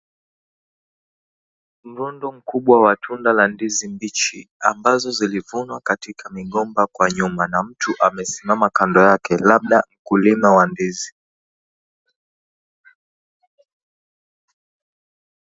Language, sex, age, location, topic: Swahili, male, 25-35, Mombasa, agriculture